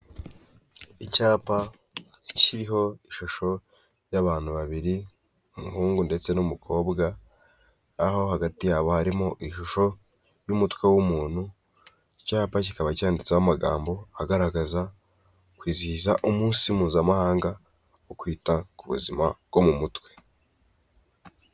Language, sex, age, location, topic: Kinyarwanda, male, 18-24, Kigali, health